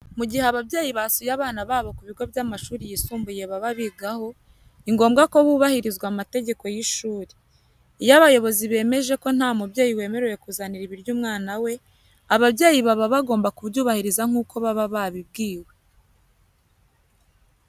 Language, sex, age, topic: Kinyarwanda, female, 18-24, education